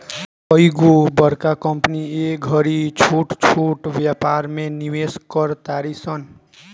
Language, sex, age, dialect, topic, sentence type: Bhojpuri, male, 18-24, Southern / Standard, banking, statement